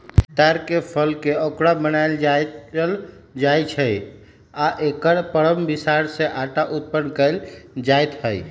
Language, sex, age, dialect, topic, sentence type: Magahi, male, 31-35, Western, agriculture, statement